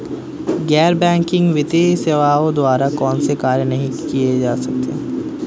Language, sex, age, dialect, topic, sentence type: Hindi, male, 18-24, Marwari Dhudhari, banking, question